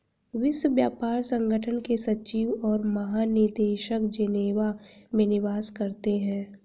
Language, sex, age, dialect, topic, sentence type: Hindi, female, 18-24, Hindustani Malvi Khadi Boli, banking, statement